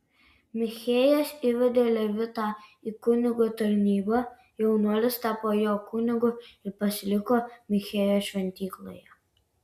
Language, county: Lithuanian, Vilnius